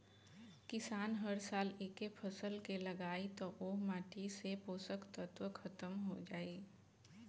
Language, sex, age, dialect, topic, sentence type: Bhojpuri, female, 41-45, Southern / Standard, agriculture, statement